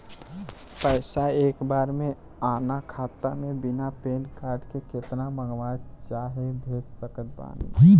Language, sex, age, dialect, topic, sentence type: Bhojpuri, male, 18-24, Southern / Standard, banking, question